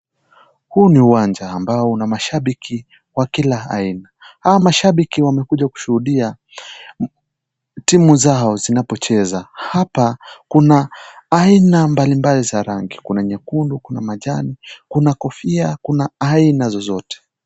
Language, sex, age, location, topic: Swahili, male, 18-24, Kisii, government